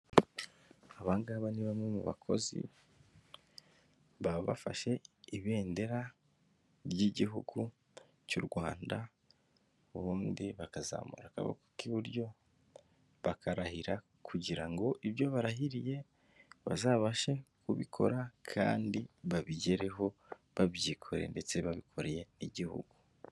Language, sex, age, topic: Kinyarwanda, male, 25-35, government